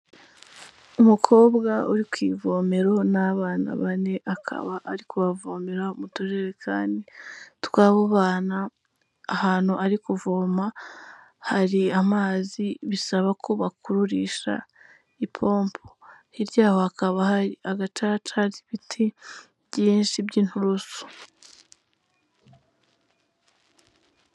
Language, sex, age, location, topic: Kinyarwanda, female, 25-35, Kigali, health